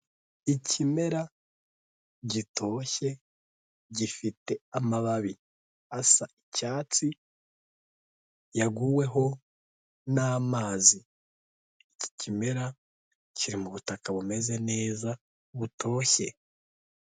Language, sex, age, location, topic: Kinyarwanda, male, 18-24, Kigali, health